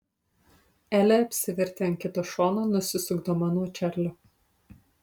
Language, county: Lithuanian, Utena